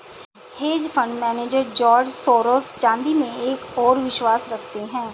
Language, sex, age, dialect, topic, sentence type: Hindi, female, 25-30, Hindustani Malvi Khadi Boli, banking, statement